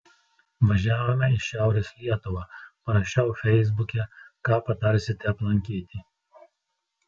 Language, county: Lithuanian, Telšiai